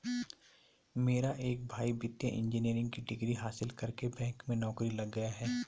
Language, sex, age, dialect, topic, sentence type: Hindi, male, 31-35, Garhwali, banking, statement